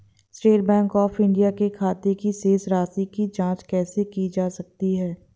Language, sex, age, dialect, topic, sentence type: Hindi, female, 18-24, Awadhi Bundeli, banking, question